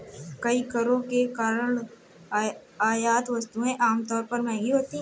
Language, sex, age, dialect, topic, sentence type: Hindi, female, 18-24, Marwari Dhudhari, banking, statement